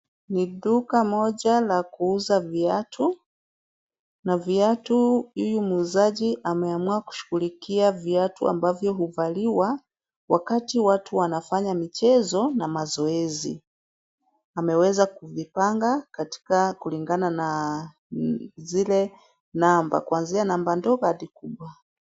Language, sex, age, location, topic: Swahili, female, 36-49, Kisumu, finance